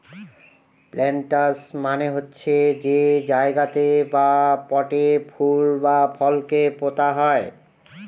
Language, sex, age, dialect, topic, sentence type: Bengali, male, 46-50, Northern/Varendri, agriculture, statement